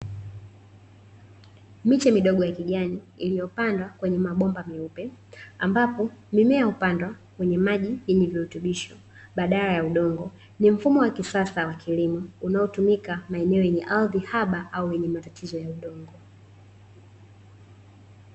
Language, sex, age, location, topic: Swahili, female, 18-24, Dar es Salaam, agriculture